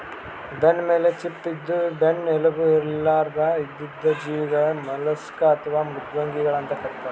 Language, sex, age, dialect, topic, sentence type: Kannada, male, 60-100, Northeastern, agriculture, statement